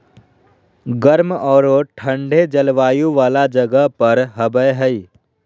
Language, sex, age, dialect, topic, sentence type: Magahi, male, 18-24, Southern, agriculture, statement